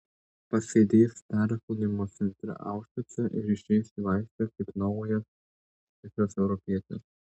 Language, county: Lithuanian, Tauragė